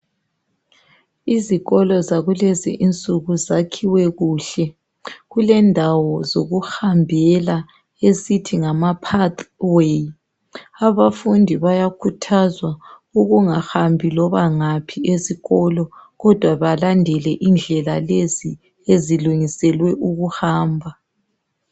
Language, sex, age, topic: North Ndebele, male, 36-49, education